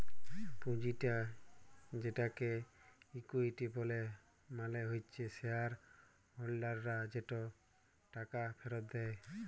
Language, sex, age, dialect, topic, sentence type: Bengali, male, 18-24, Jharkhandi, banking, statement